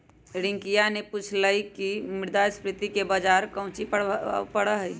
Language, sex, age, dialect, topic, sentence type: Magahi, female, 25-30, Western, banking, statement